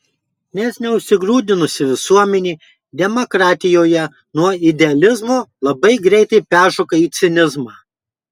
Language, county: Lithuanian, Kaunas